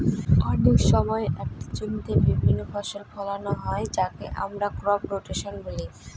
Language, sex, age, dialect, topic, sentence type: Bengali, female, 25-30, Northern/Varendri, agriculture, statement